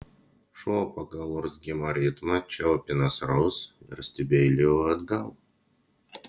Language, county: Lithuanian, Utena